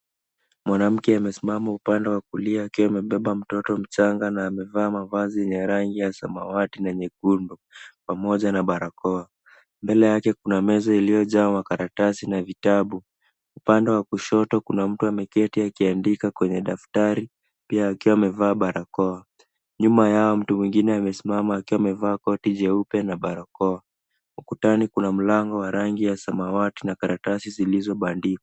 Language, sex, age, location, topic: Swahili, male, 18-24, Nairobi, health